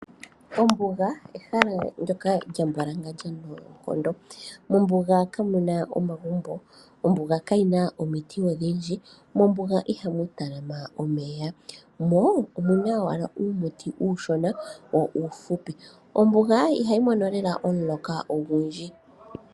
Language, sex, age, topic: Oshiwambo, male, 25-35, agriculture